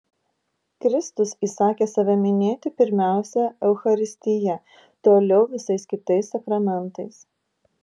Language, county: Lithuanian, Vilnius